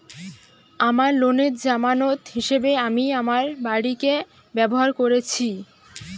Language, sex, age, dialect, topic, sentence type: Bengali, female, 18-24, Jharkhandi, banking, statement